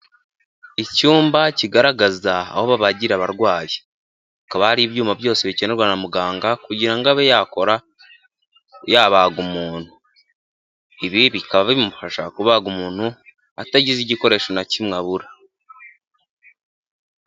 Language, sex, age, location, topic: Kinyarwanda, male, 18-24, Huye, health